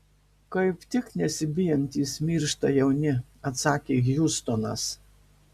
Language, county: Lithuanian, Marijampolė